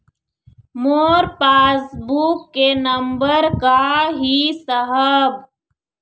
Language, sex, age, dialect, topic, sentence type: Chhattisgarhi, female, 41-45, Eastern, banking, question